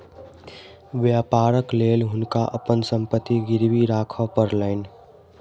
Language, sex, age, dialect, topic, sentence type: Maithili, male, 18-24, Southern/Standard, banking, statement